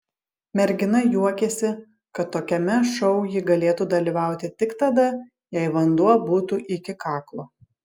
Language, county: Lithuanian, Vilnius